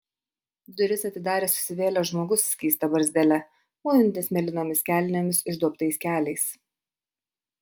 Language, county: Lithuanian, Utena